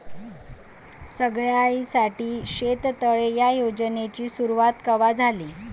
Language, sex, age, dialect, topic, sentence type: Marathi, female, 31-35, Varhadi, agriculture, question